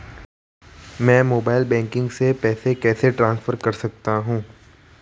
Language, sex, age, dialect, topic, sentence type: Hindi, male, 18-24, Marwari Dhudhari, banking, question